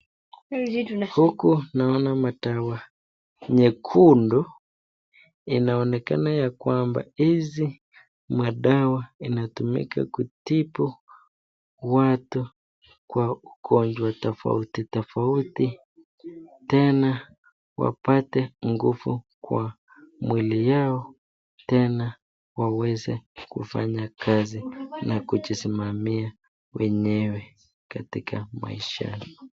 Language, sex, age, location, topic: Swahili, male, 25-35, Nakuru, health